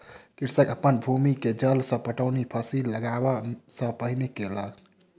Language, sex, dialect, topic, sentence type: Maithili, male, Southern/Standard, agriculture, statement